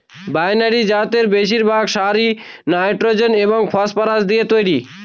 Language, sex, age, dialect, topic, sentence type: Bengali, male, 41-45, Northern/Varendri, agriculture, statement